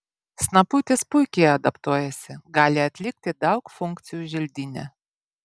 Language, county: Lithuanian, Vilnius